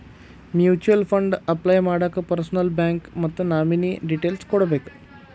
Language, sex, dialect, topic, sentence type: Kannada, male, Dharwad Kannada, banking, statement